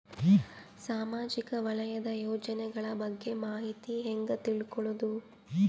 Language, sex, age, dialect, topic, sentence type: Kannada, female, 18-24, Northeastern, banking, question